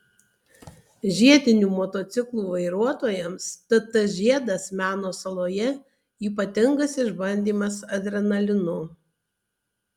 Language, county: Lithuanian, Tauragė